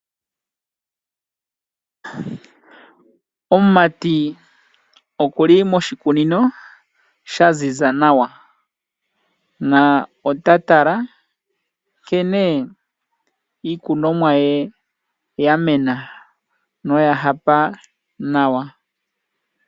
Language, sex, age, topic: Oshiwambo, male, 25-35, agriculture